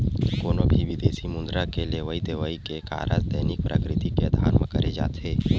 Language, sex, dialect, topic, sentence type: Chhattisgarhi, male, Western/Budati/Khatahi, banking, statement